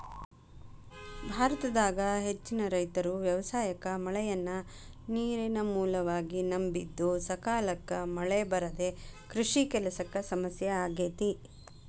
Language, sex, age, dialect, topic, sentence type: Kannada, female, 56-60, Dharwad Kannada, agriculture, statement